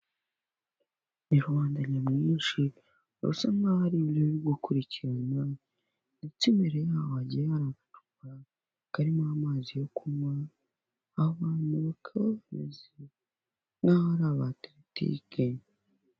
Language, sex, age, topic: Kinyarwanda, male, 25-35, government